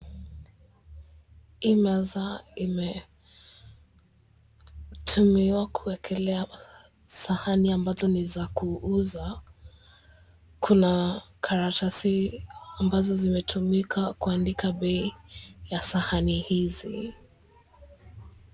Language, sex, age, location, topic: Swahili, female, 18-24, Mombasa, government